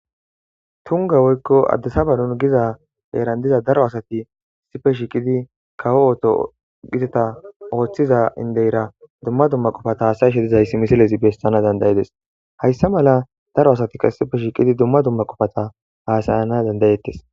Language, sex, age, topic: Gamo, female, 25-35, government